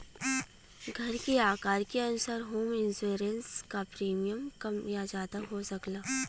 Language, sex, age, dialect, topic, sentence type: Bhojpuri, female, 18-24, Western, banking, statement